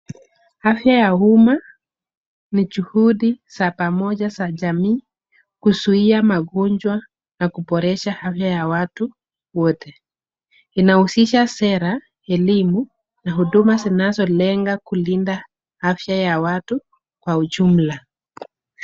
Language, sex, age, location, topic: Swahili, male, 36-49, Nairobi, health